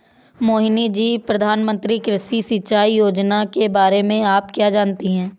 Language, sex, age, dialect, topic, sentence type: Hindi, female, 18-24, Awadhi Bundeli, agriculture, statement